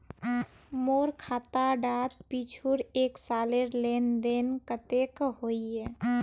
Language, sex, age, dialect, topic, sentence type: Magahi, female, 18-24, Northeastern/Surjapuri, banking, question